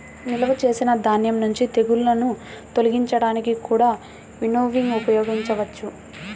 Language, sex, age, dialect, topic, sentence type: Telugu, female, 18-24, Central/Coastal, agriculture, statement